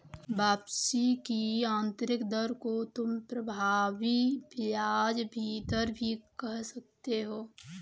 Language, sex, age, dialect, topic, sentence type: Hindi, female, 18-24, Kanauji Braj Bhasha, banking, statement